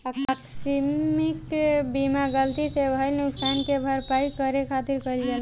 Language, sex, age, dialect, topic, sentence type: Bhojpuri, female, 18-24, Southern / Standard, banking, statement